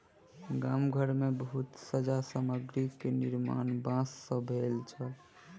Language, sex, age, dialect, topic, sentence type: Maithili, male, 18-24, Southern/Standard, agriculture, statement